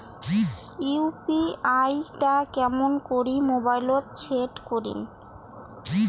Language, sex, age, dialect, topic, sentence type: Bengali, female, 31-35, Rajbangshi, banking, question